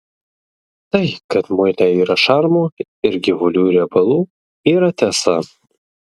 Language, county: Lithuanian, Klaipėda